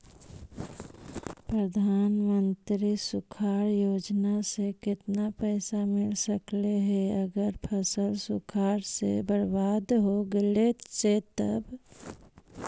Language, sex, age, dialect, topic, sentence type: Magahi, male, 25-30, Central/Standard, agriculture, question